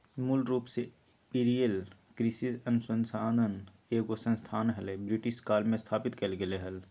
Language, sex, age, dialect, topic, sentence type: Magahi, male, 18-24, Southern, agriculture, statement